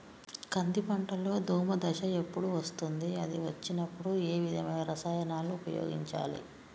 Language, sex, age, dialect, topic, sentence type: Telugu, male, 25-30, Telangana, agriculture, question